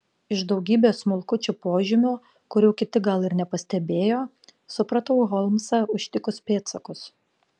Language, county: Lithuanian, Panevėžys